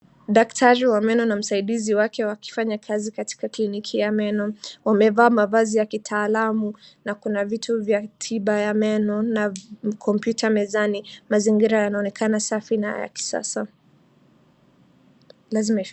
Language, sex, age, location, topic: Swahili, female, 36-49, Wajir, health